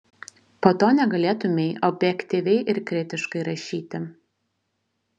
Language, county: Lithuanian, Šiauliai